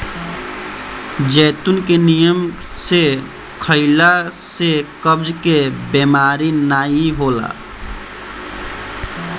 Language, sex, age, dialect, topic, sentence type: Bhojpuri, male, 18-24, Northern, agriculture, statement